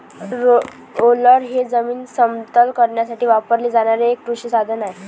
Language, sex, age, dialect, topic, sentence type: Marathi, female, 18-24, Varhadi, agriculture, statement